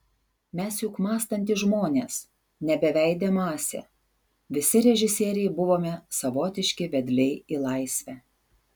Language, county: Lithuanian, Šiauliai